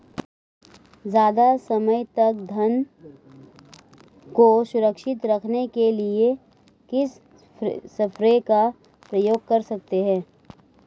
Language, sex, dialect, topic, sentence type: Hindi, female, Marwari Dhudhari, agriculture, question